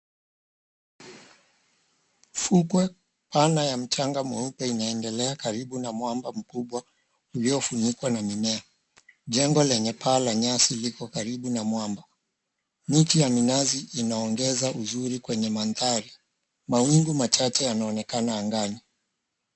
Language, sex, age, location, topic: Swahili, male, 36-49, Mombasa, government